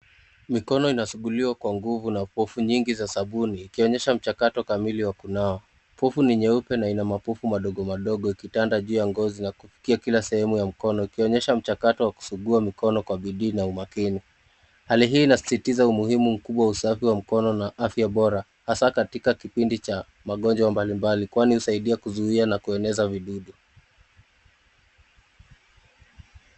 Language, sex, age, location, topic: Swahili, male, 25-35, Nakuru, health